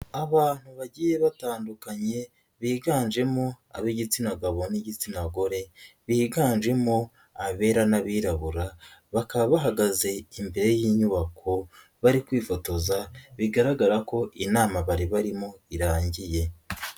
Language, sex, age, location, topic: Kinyarwanda, male, 18-24, Nyagatare, health